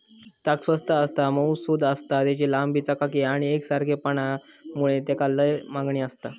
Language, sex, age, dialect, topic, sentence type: Marathi, male, 18-24, Southern Konkan, agriculture, statement